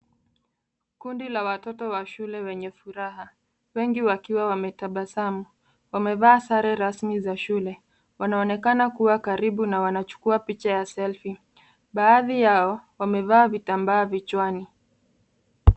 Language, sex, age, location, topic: Swahili, female, 25-35, Nairobi, education